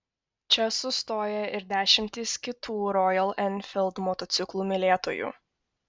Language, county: Lithuanian, Kaunas